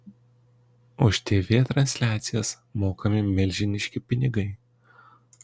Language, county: Lithuanian, Kaunas